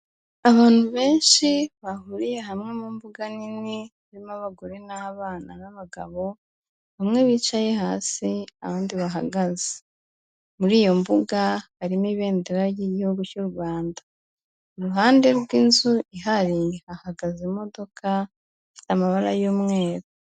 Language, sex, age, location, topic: Kinyarwanda, female, 25-35, Kigali, health